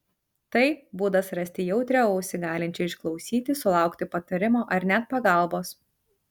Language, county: Lithuanian, Kaunas